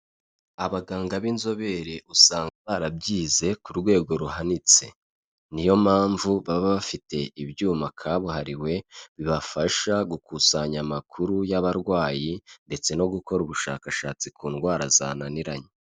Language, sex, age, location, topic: Kinyarwanda, male, 25-35, Kigali, health